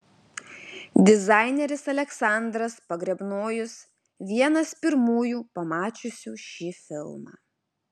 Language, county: Lithuanian, Alytus